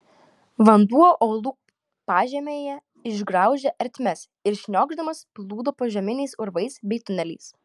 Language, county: Lithuanian, Klaipėda